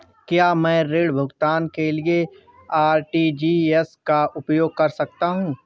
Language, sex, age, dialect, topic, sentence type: Hindi, male, 25-30, Awadhi Bundeli, banking, question